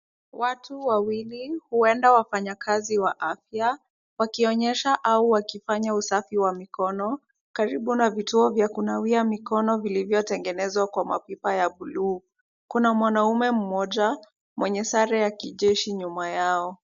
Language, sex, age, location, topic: Swahili, female, 25-35, Kisumu, health